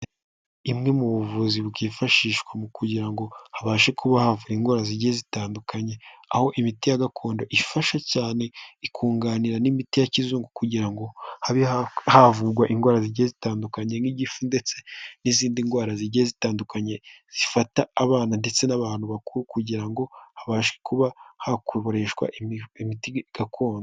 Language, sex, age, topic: Kinyarwanda, male, 18-24, health